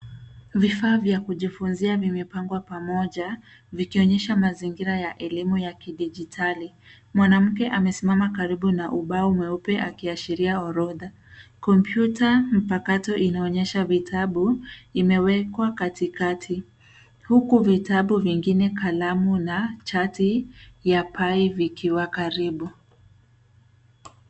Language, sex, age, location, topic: Swahili, female, 25-35, Nairobi, education